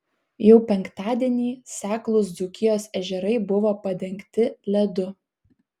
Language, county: Lithuanian, Klaipėda